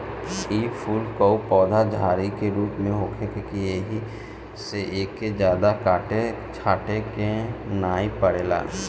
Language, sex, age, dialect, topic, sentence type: Bhojpuri, male, 18-24, Northern, agriculture, statement